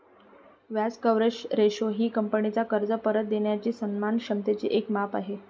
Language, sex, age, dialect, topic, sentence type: Marathi, female, 31-35, Varhadi, banking, statement